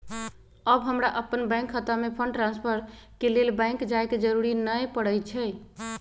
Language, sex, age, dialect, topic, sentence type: Magahi, female, 36-40, Western, banking, statement